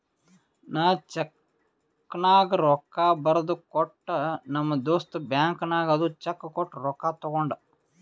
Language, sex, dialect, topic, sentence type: Kannada, male, Northeastern, banking, statement